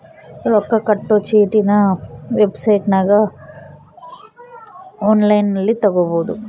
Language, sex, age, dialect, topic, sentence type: Kannada, female, 18-24, Central, banking, statement